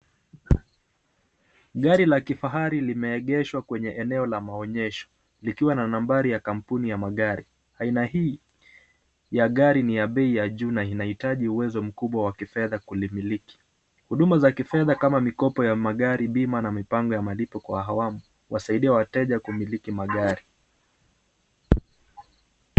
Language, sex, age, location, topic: Swahili, male, 25-35, Nakuru, finance